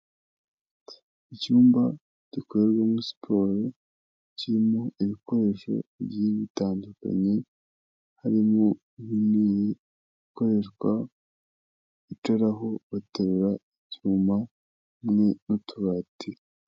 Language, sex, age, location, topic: Kinyarwanda, female, 18-24, Kigali, health